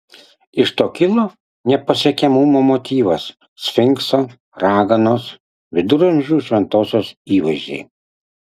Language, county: Lithuanian, Utena